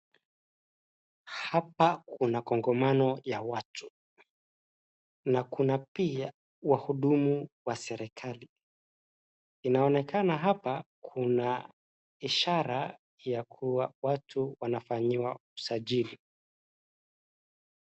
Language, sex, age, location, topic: Swahili, male, 25-35, Wajir, government